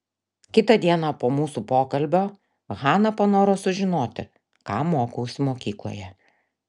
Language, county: Lithuanian, Šiauliai